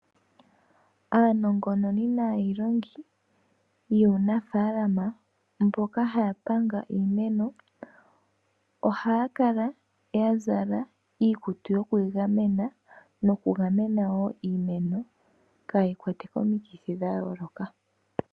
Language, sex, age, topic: Oshiwambo, female, 18-24, agriculture